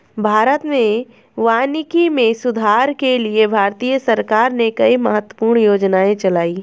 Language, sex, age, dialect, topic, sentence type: Hindi, female, 31-35, Hindustani Malvi Khadi Boli, agriculture, statement